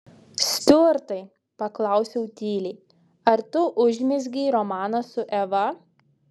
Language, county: Lithuanian, Šiauliai